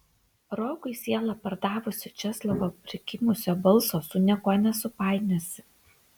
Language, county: Lithuanian, Kaunas